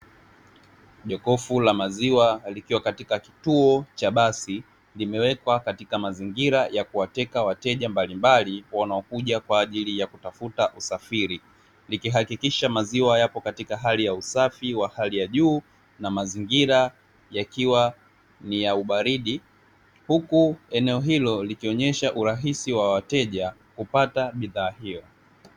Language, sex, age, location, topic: Swahili, male, 18-24, Dar es Salaam, finance